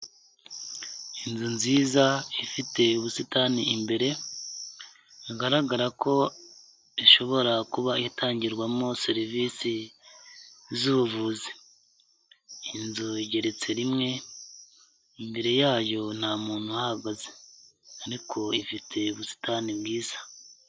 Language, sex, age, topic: Kinyarwanda, male, 25-35, health